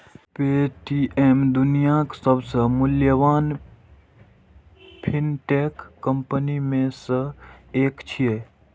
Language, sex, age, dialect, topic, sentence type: Maithili, male, 18-24, Eastern / Thethi, banking, statement